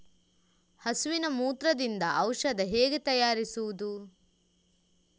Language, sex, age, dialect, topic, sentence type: Kannada, female, 31-35, Coastal/Dakshin, agriculture, question